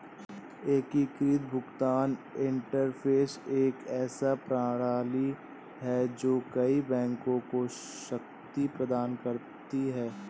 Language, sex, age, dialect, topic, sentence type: Hindi, male, 18-24, Awadhi Bundeli, banking, statement